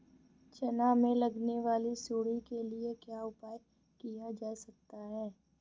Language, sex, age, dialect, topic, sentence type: Hindi, female, 25-30, Awadhi Bundeli, agriculture, question